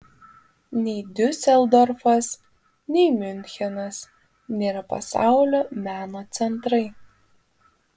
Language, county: Lithuanian, Panevėžys